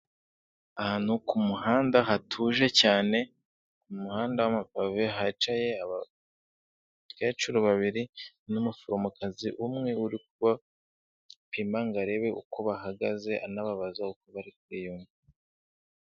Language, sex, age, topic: Kinyarwanda, male, 18-24, health